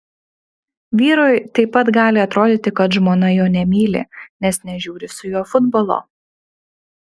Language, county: Lithuanian, Panevėžys